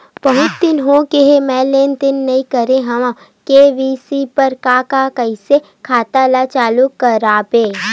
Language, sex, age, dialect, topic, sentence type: Chhattisgarhi, female, 25-30, Western/Budati/Khatahi, banking, question